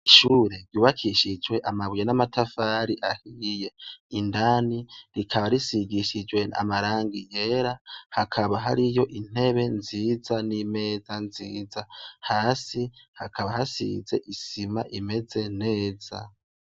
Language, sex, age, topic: Rundi, male, 18-24, education